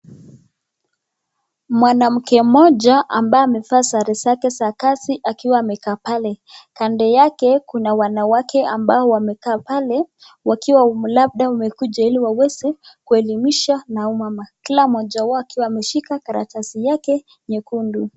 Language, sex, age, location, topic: Swahili, female, 25-35, Nakuru, government